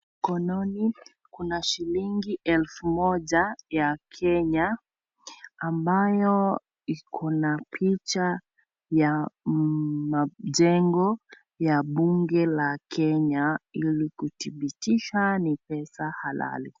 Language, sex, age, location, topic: Swahili, female, 25-35, Kisii, finance